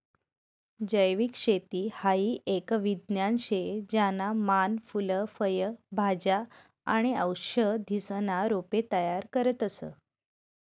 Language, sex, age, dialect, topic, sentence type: Marathi, female, 31-35, Northern Konkan, agriculture, statement